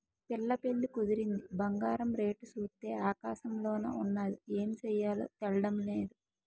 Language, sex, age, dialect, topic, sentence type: Telugu, female, 25-30, Utterandhra, banking, statement